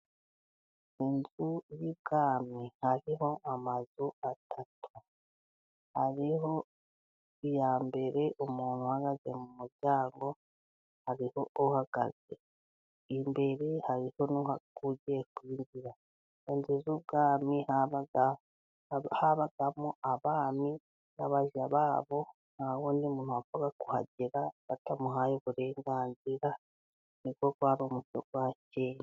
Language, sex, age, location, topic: Kinyarwanda, female, 36-49, Burera, government